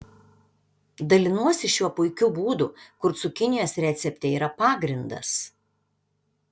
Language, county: Lithuanian, Šiauliai